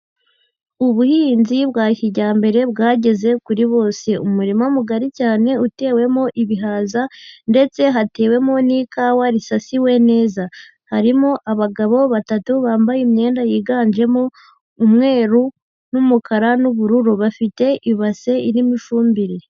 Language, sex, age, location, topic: Kinyarwanda, female, 18-24, Huye, agriculture